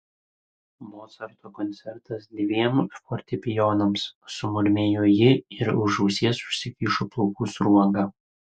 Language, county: Lithuanian, Utena